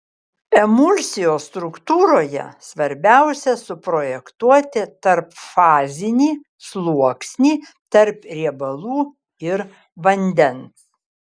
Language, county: Lithuanian, Kaunas